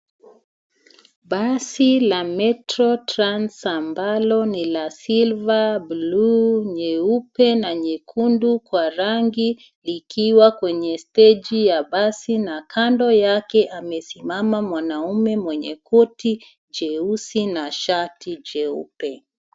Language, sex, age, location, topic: Swahili, female, 36-49, Nairobi, government